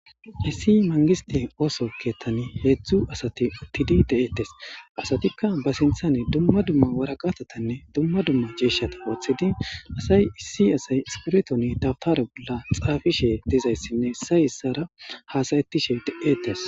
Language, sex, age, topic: Gamo, male, 25-35, government